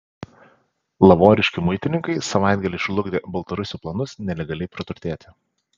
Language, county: Lithuanian, Panevėžys